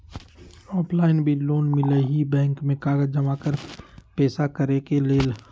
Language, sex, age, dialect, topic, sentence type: Magahi, male, 18-24, Western, banking, question